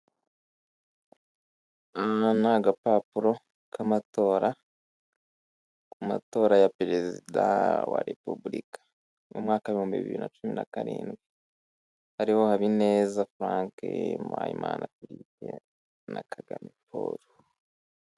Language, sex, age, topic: Kinyarwanda, male, 18-24, government